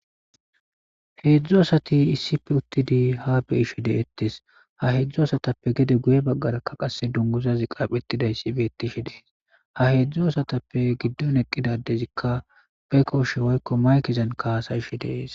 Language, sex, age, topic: Gamo, male, 25-35, government